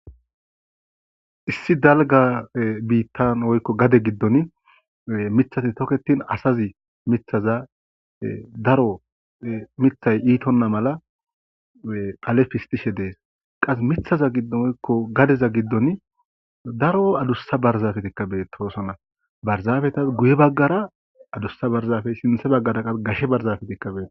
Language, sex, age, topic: Gamo, male, 25-35, agriculture